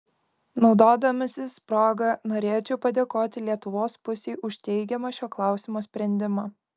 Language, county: Lithuanian, Kaunas